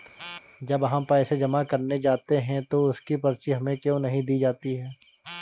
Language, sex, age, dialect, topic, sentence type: Hindi, male, 25-30, Awadhi Bundeli, banking, question